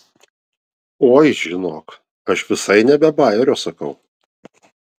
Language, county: Lithuanian, Vilnius